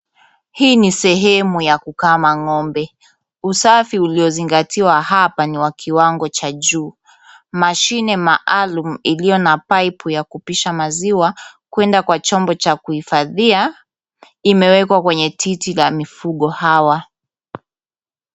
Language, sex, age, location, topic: Swahili, female, 18-24, Kisumu, agriculture